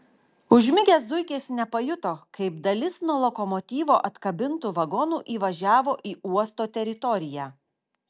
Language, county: Lithuanian, Klaipėda